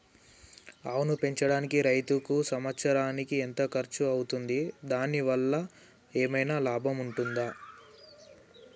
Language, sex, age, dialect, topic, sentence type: Telugu, male, 18-24, Telangana, agriculture, question